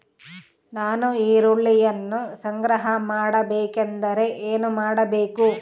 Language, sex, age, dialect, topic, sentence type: Kannada, female, 36-40, Central, agriculture, question